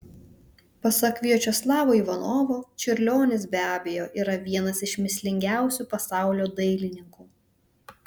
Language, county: Lithuanian, Vilnius